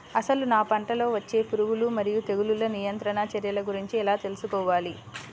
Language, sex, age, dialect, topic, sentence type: Telugu, female, 25-30, Central/Coastal, agriculture, question